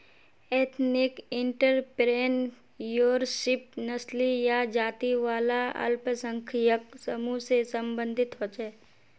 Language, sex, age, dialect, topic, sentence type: Magahi, female, 46-50, Northeastern/Surjapuri, banking, statement